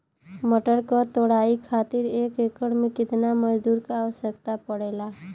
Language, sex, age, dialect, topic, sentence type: Bhojpuri, female, 25-30, Western, agriculture, question